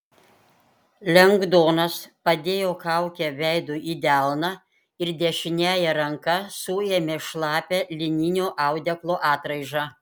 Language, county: Lithuanian, Panevėžys